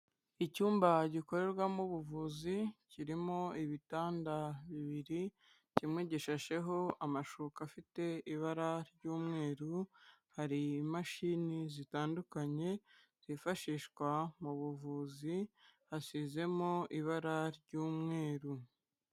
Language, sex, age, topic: Kinyarwanda, female, 25-35, health